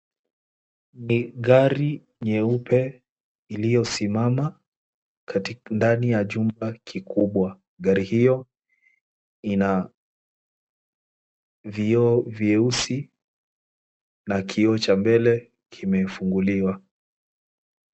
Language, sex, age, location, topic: Swahili, male, 18-24, Kisumu, finance